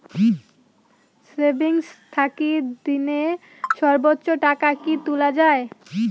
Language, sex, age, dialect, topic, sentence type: Bengali, female, <18, Rajbangshi, banking, question